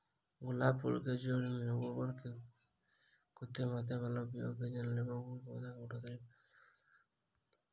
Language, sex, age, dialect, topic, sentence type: Maithili, male, 18-24, Southern/Standard, agriculture, question